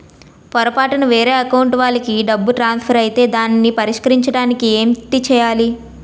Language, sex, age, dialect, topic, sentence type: Telugu, female, 18-24, Utterandhra, banking, question